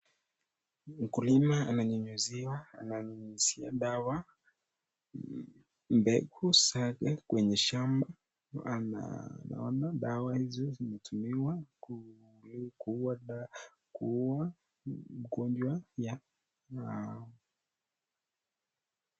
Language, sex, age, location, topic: Swahili, male, 18-24, Nakuru, health